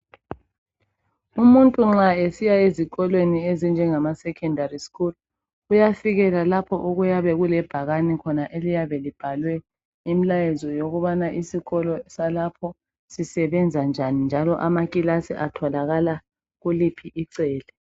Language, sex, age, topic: North Ndebele, male, 36-49, education